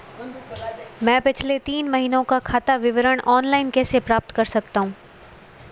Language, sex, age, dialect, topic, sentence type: Hindi, female, 25-30, Marwari Dhudhari, banking, question